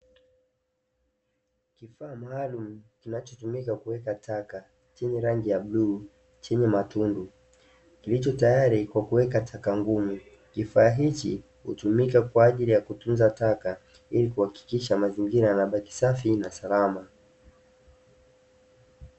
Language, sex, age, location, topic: Swahili, male, 18-24, Dar es Salaam, government